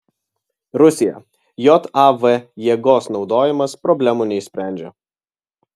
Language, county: Lithuanian, Vilnius